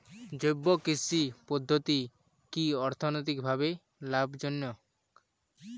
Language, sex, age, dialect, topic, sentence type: Bengali, male, 18-24, Jharkhandi, agriculture, question